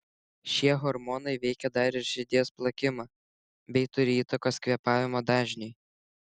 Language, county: Lithuanian, Šiauliai